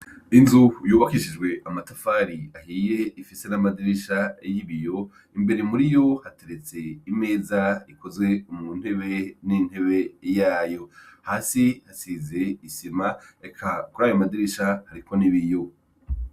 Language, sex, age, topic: Rundi, male, 25-35, education